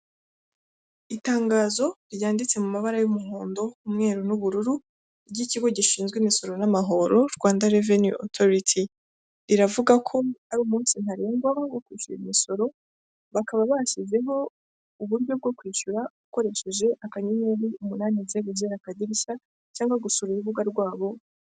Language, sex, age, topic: Kinyarwanda, female, 25-35, government